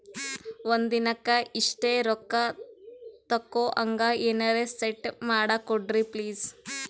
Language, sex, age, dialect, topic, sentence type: Kannada, female, 18-24, Northeastern, banking, question